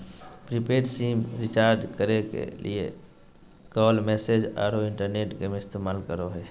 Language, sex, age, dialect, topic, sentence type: Magahi, male, 18-24, Southern, banking, statement